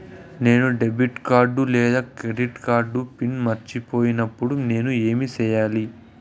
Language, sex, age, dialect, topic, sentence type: Telugu, male, 18-24, Southern, banking, question